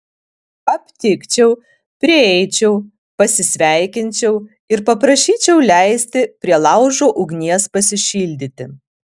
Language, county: Lithuanian, Alytus